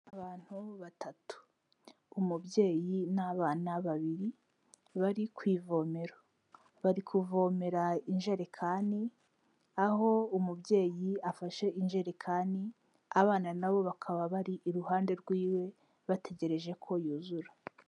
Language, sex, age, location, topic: Kinyarwanda, female, 18-24, Kigali, health